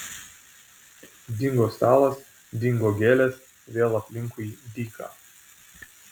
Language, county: Lithuanian, Vilnius